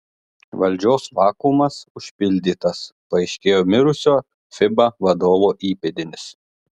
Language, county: Lithuanian, Telšiai